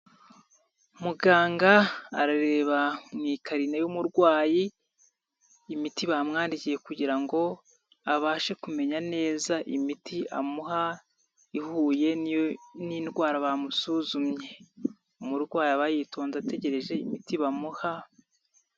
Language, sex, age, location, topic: Kinyarwanda, male, 25-35, Nyagatare, health